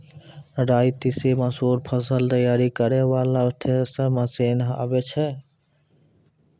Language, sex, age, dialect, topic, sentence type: Maithili, male, 18-24, Angika, agriculture, question